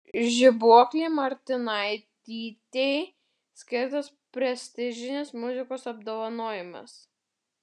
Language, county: Lithuanian, Vilnius